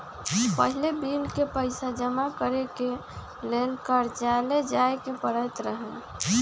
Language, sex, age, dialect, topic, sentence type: Magahi, female, 25-30, Western, banking, statement